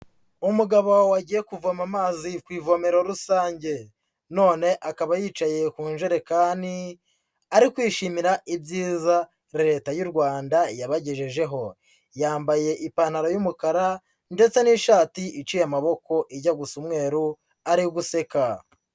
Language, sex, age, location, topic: Kinyarwanda, male, 25-35, Huye, health